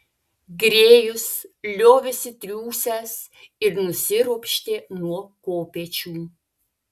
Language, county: Lithuanian, Vilnius